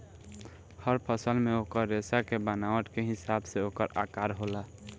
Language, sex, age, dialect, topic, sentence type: Bhojpuri, male, 18-24, Southern / Standard, agriculture, statement